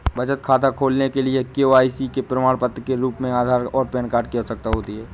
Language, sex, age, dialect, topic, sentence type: Hindi, male, 18-24, Awadhi Bundeli, banking, statement